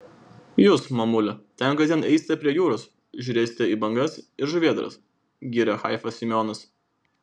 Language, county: Lithuanian, Vilnius